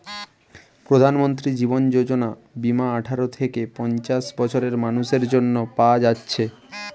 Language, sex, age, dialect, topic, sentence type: Bengali, male, 18-24, Western, banking, statement